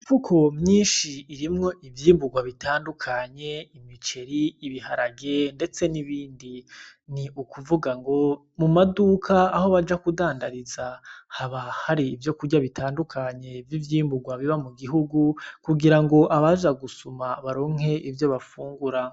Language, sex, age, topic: Rundi, male, 25-35, agriculture